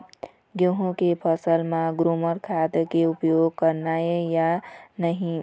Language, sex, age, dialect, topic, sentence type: Chhattisgarhi, female, 25-30, Eastern, agriculture, question